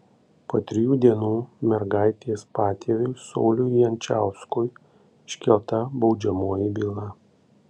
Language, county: Lithuanian, Panevėžys